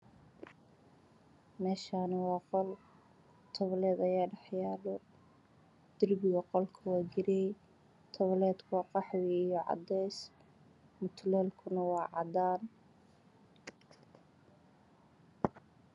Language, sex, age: Somali, female, 25-35